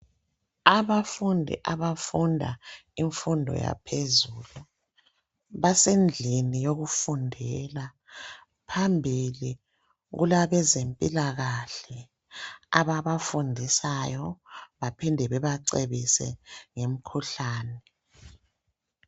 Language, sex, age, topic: North Ndebele, male, 50+, education